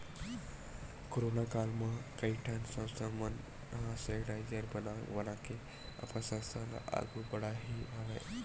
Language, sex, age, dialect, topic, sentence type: Chhattisgarhi, male, 18-24, Western/Budati/Khatahi, banking, statement